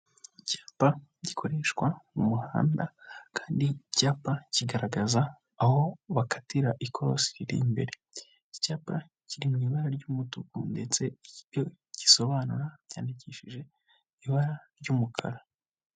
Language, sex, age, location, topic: Kinyarwanda, male, 25-35, Kigali, government